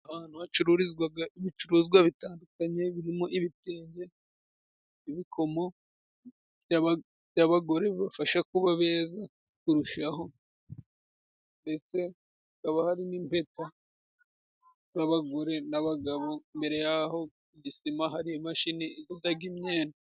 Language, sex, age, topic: Kinyarwanda, male, 18-24, finance